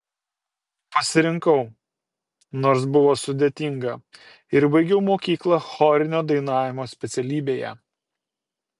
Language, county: Lithuanian, Utena